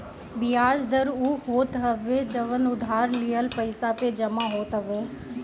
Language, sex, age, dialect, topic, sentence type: Bhojpuri, female, 18-24, Northern, banking, statement